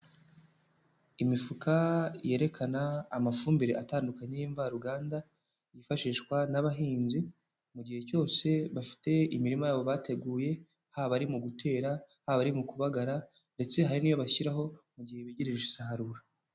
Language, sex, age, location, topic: Kinyarwanda, male, 18-24, Huye, agriculture